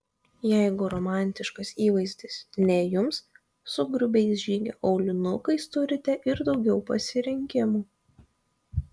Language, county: Lithuanian, Kaunas